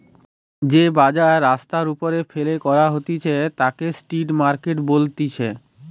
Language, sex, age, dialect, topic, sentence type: Bengali, male, 31-35, Western, agriculture, statement